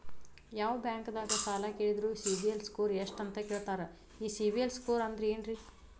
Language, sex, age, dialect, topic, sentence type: Kannada, female, 25-30, Dharwad Kannada, banking, question